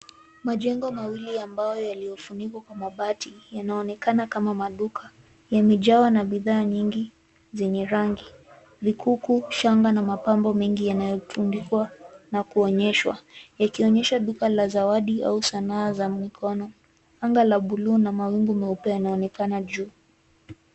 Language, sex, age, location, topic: Swahili, female, 18-24, Nairobi, finance